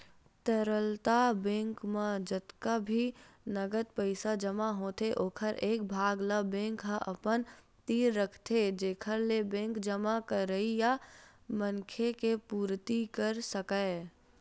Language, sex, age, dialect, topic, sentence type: Chhattisgarhi, female, 18-24, Western/Budati/Khatahi, banking, statement